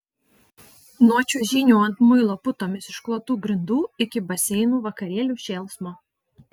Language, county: Lithuanian, Alytus